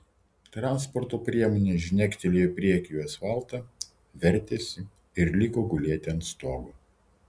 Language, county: Lithuanian, Vilnius